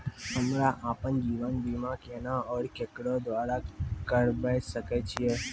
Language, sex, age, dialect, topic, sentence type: Maithili, male, 18-24, Angika, banking, question